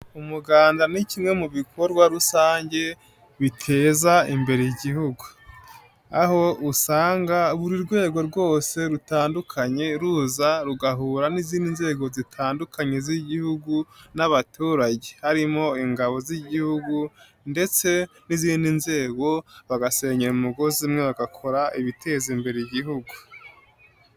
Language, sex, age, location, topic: Kinyarwanda, male, 18-24, Nyagatare, government